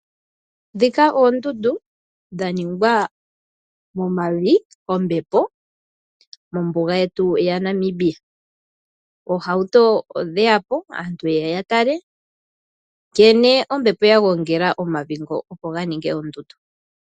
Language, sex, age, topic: Oshiwambo, female, 25-35, agriculture